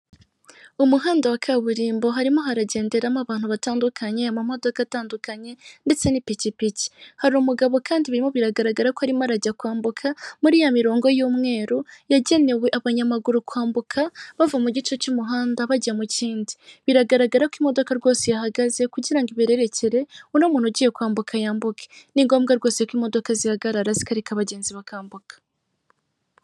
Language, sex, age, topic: Kinyarwanda, female, 36-49, government